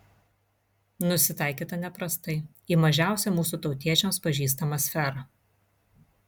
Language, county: Lithuanian, Vilnius